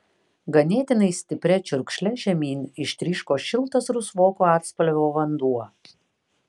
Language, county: Lithuanian, Kaunas